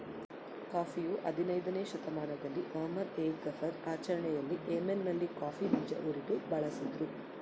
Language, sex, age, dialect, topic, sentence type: Kannada, female, 18-24, Central, agriculture, statement